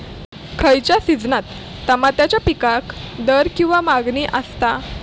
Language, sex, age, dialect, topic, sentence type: Marathi, female, 18-24, Southern Konkan, agriculture, question